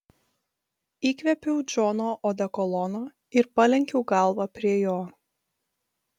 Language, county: Lithuanian, Vilnius